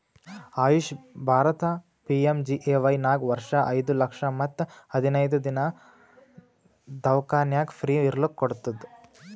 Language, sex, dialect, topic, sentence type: Kannada, male, Northeastern, banking, statement